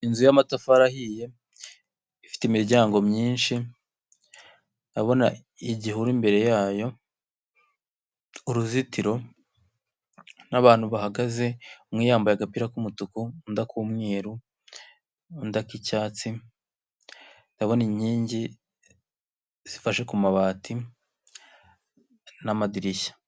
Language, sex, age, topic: Kinyarwanda, male, 25-35, education